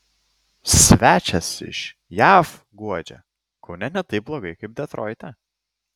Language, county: Lithuanian, Klaipėda